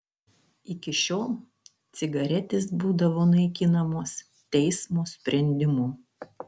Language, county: Lithuanian, Kaunas